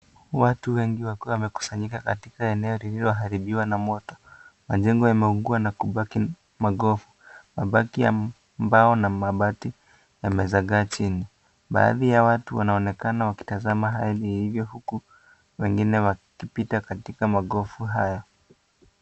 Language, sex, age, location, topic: Swahili, male, 25-35, Kisii, health